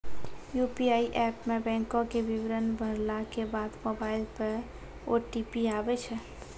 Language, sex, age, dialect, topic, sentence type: Maithili, female, 18-24, Angika, banking, statement